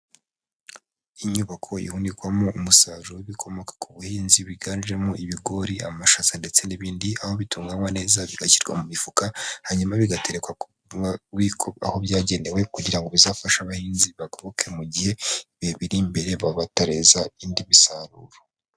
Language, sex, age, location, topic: Kinyarwanda, female, 18-24, Huye, agriculture